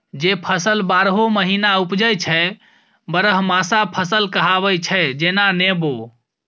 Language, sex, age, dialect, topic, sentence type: Maithili, female, 18-24, Bajjika, agriculture, statement